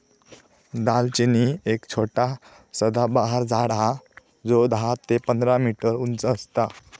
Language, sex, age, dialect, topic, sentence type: Marathi, male, 18-24, Southern Konkan, agriculture, statement